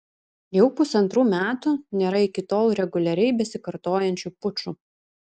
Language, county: Lithuanian, Šiauliai